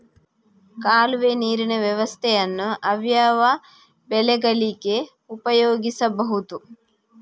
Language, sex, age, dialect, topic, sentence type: Kannada, female, 41-45, Coastal/Dakshin, agriculture, question